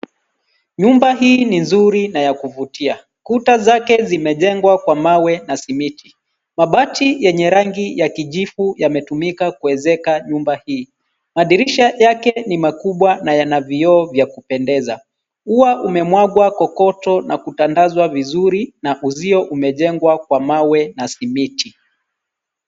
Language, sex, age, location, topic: Swahili, male, 36-49, Nairobi, finance